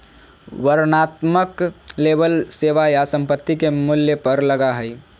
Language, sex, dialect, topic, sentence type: Magahi, female, Southern, banking, statement